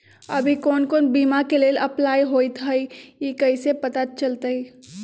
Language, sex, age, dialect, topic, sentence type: Magahi, female, 46-50, Western, banking, question